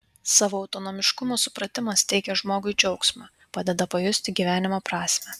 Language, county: Lithuanian, Vilnius